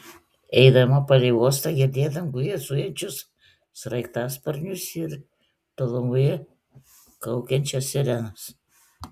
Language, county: Lithuanian, Klaipėda